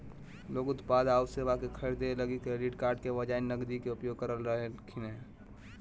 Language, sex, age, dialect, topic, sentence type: Magahi, male, 18-24, Southern, banking, statement